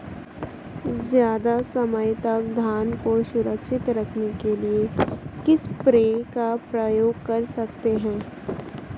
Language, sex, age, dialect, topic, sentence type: Hindi, female, 18-24, Marwari Dhudhari, agriculture, question